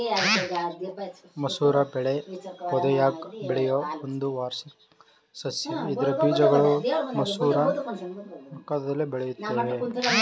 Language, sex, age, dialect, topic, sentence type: Kannada, male, 36-40, Mysore Kannada, agriculture, statement